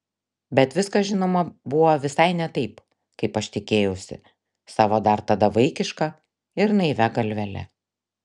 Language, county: Lithuanian, Šiauliai